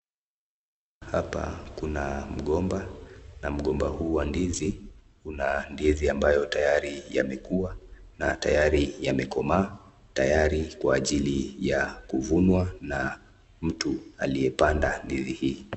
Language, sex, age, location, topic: Swahili, male, 18-24, Nakuru, agriculture